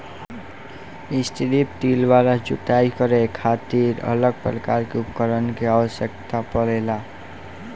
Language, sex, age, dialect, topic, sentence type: Bhojpuri, male, <18, Southern / Standard, agriculture, statement